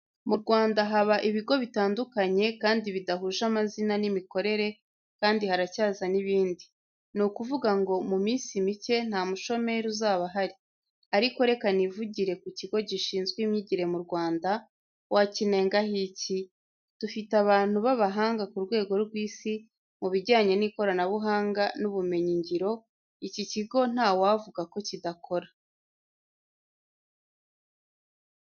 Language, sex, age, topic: Kinyarwanda, female, 25-35, education